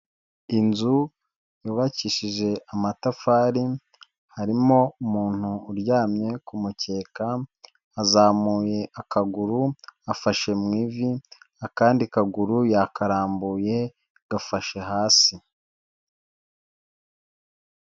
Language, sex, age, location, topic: Kinyarwanda, male, 25-35, Huye, health